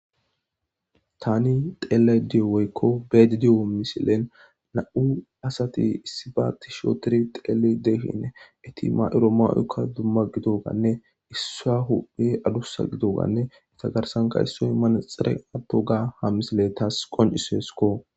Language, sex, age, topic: Gamo, male, 25-35, government